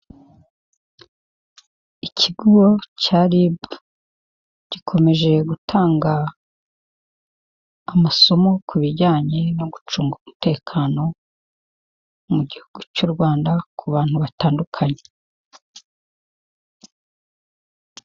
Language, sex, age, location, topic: Kinyarwanda, female, 50+, Kigali, government